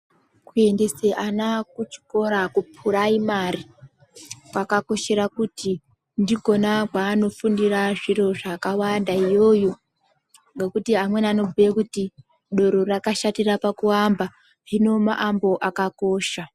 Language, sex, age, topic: Ndau, female, 18-24, education